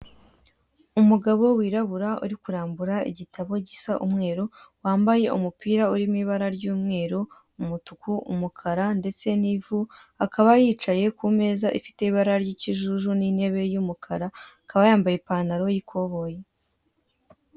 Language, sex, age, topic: Kinyarwanda, female, 18-24, finance